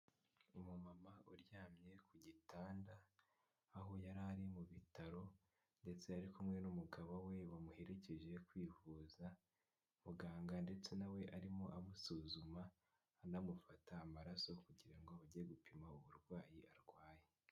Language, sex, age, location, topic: Kinyarwanda, male, 18-24, Kigali, health